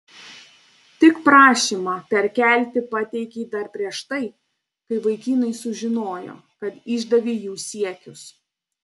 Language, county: Lithuanian, Panevėžys